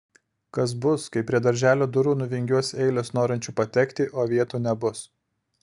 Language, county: Lithuanian, Alytus